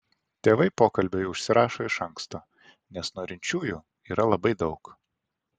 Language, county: Lithuanian, Vilnius